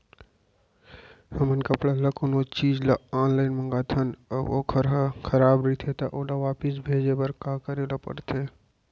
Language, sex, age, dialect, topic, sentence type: Chhattisgarhi, male, 25-30, Central, agriculture, question